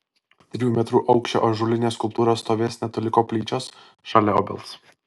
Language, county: Lithuanian, Alytus